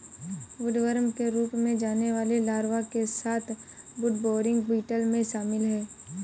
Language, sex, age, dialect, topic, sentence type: Hindi, female, 18-24, Kanauji Braj Bhasha, agriculture, statement